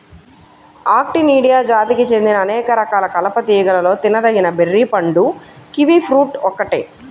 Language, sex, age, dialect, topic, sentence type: Telugu, female, 31-35, Central/Coastal, agriculture, statement